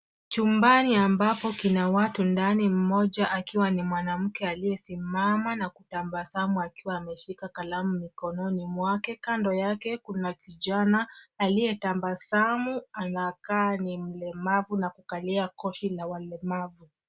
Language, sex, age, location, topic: Swahili, female, 25-35, Nairobi, education